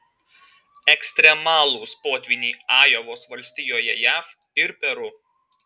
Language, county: Lithuanian, Alytus